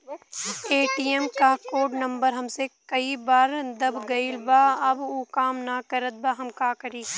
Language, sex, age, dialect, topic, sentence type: Bhojpuri, female, 18-24, Western, banking, question